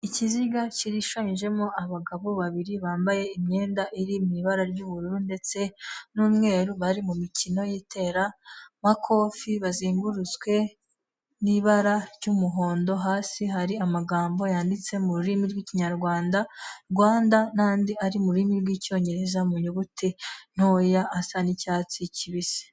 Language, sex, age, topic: Kinyarwanda, female, 18-24, health